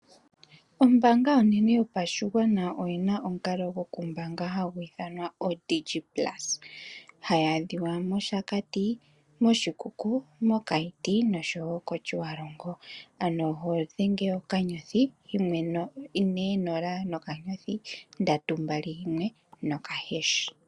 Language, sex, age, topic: Oshiwambo, female, 18-24, finance